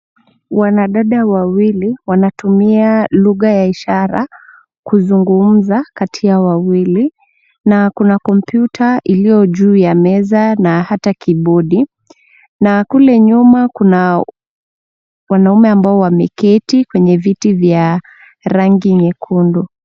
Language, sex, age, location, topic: Swahili, female, 18-24, Nairobi, education